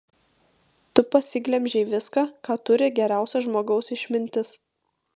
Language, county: Lithuanian, Vilnius